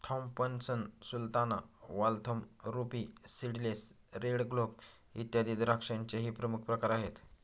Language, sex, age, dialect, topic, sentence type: Marathi, male, 46-50, Standard Marathi, agriculture, statement